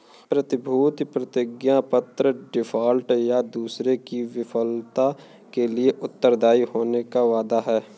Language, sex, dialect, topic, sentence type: Hindi, male, Kanauji Braj Bhasha, banking, statement